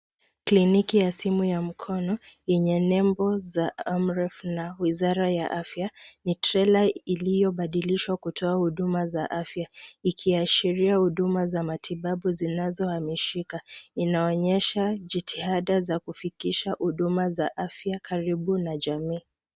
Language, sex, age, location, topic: Swahili, female, 25-35, Nairobi, health